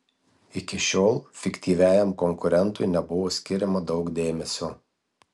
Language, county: Lithuanian, Marijampolė